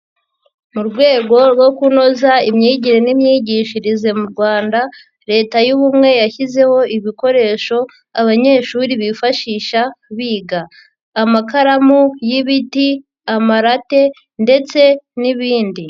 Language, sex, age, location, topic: Kinyarwanda, female, 50+, Nyagatare, education